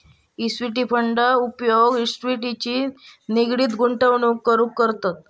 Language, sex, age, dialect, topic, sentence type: Marathi, male, 31-35, Southern Konkan, banking, statement